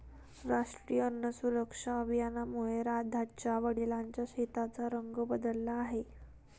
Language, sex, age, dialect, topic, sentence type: Marathi, female, 18-24, Standard Marathi, agriculture, statement